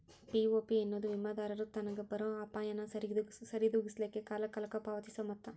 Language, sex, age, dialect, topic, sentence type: Kannada, female, 25-30, Dharwad Kannada, banking, statement